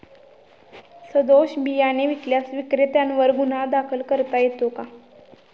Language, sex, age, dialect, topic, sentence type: Marathi, female, 18-24, Standard Marathi, agriculture, question